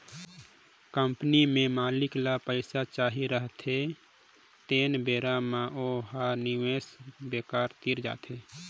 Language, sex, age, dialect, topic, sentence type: Chhattisgarhi, male, 25-30, Northern/Bhandar, banking, statement